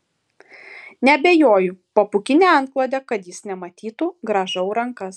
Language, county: Lithuanian, Šiauliai